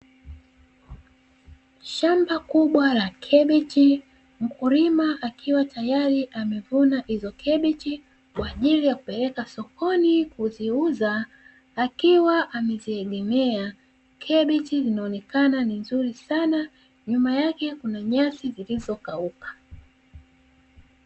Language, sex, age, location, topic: Swahili, female, 36-49, Dar es Salaam, agriculture